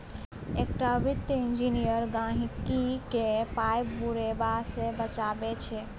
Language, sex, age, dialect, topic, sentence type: Maithili, female, 18-24, Bajjika, banking, statement